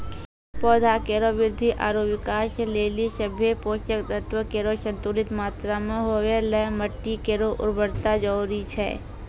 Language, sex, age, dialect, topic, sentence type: Maithili, female, 46-50, Angika, agriculture, statement